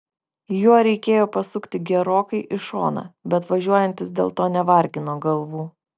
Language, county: Lithuanian, Kaunas